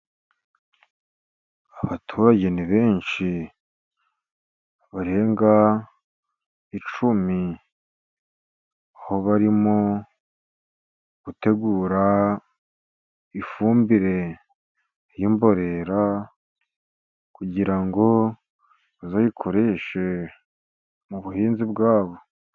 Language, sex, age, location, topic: Kinyarwanda, male, 50+, Musanze, agriculture